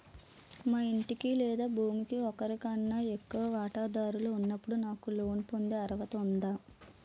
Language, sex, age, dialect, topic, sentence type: Telugu, female, 18-24, Utterandhra, banking, question